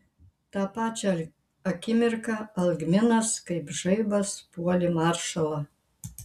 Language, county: Lithuanian, Kaunas